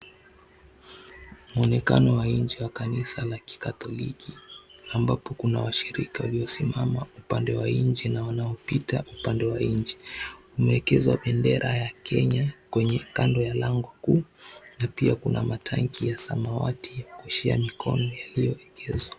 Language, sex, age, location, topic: Swahili, male, 18-24, Mombasa, government